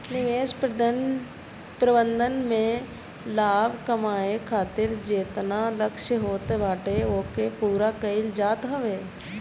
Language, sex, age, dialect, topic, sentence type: Bhojpuri, female, 60-100, Northern, banking, statement